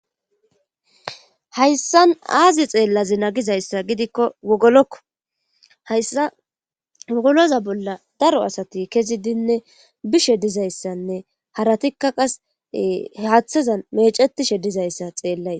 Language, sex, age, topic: Gamo, female, 25-35, government